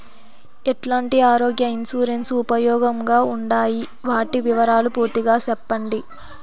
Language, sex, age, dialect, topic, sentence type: Telugu, female, 18-24, Southern, banking, question